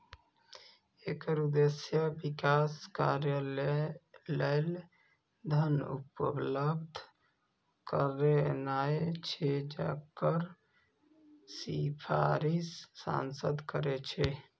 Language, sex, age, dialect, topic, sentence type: Maithili, male, 25-30, Eastern / Thethi, banking, statement